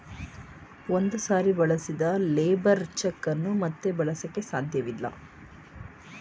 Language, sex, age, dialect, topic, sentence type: Kannada, female, 36-40, Mysore Kannada, banking, statement